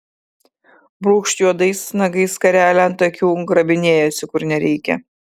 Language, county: Lithuanian, Kaunas